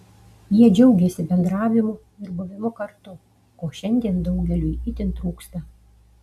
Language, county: Lithuanian, Utena